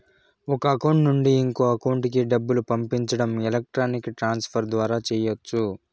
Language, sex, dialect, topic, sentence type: Telugu, male, Southern, banking, statement